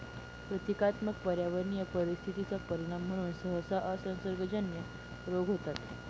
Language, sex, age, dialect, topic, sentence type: Marathi, female, 18-24, Northern Konkan, agriculture, statement